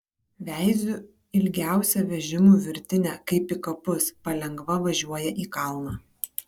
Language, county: Lithuanian, Kaunas